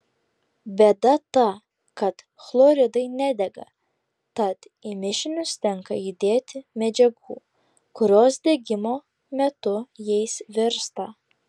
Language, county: Lithuanian, Klaipėda